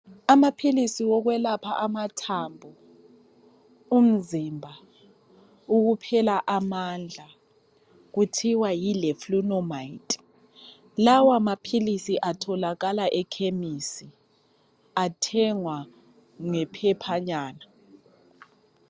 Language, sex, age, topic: North Ndebele, female, 25-35, health